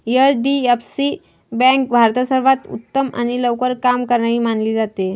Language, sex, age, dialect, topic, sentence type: Marathi, female, 25-30, Varhadi, banking, statement